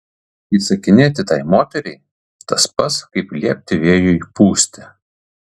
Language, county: Lithuanian, Kaunas